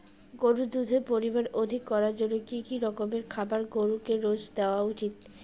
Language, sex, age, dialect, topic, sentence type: Bengali, female, 18-24, Rajbangshi, agriculture, question